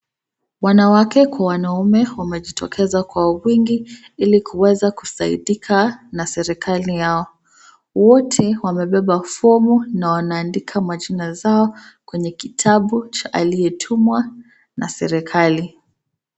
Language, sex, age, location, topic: Swahili, female, 25-35, Nakuru, government